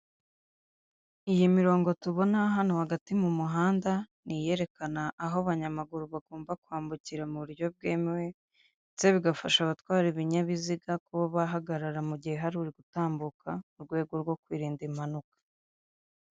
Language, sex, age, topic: Kinyarwanda, female, 25-35, government